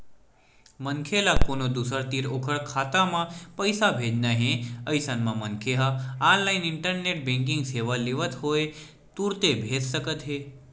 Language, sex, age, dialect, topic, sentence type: Chhattisgarhi, male, 18-24, Western/Budati/Khatahi, banking, statement